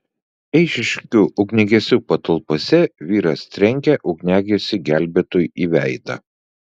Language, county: Lithuanian, Vilnius